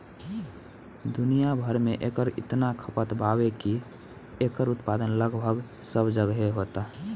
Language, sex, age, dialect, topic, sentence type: Bhojpuri, male, 18-24, Southern / Standard, agriculture, statement